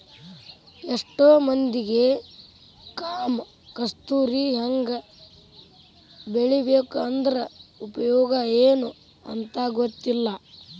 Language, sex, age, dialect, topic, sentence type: Kannada, male, 18-24, Dharwad Kannada, agriculture, statement